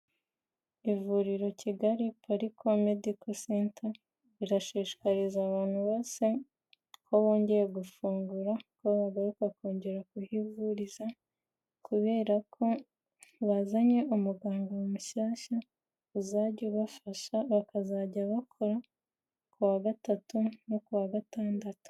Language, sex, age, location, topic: Kinyarwanda, female, 25-35, Kigali, health